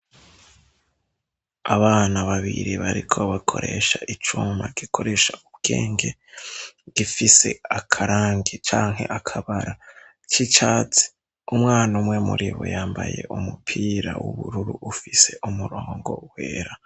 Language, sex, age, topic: Rundi, male, 18-24, education